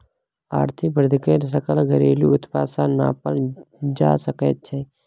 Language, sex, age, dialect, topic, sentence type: Maithili, male, 31-35, Bajjika, banking, statement